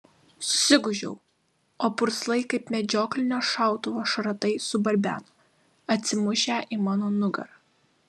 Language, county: Lithuanian, Klaipėda